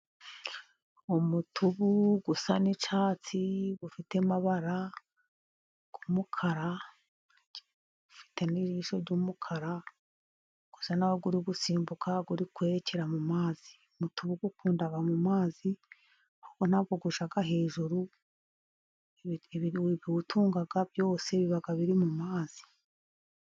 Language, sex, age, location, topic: Kinyarwanda, female, 50+, Musanze, agriculture